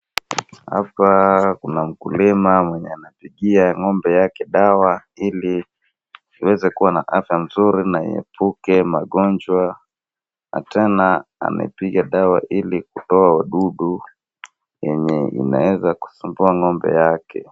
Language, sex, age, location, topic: Swahili, female, 36-49, Wajir, agriculture